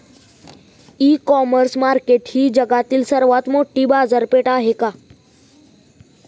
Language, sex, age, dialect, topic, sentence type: Marathi, male, 18-24, Standard Marathi, agriculture, question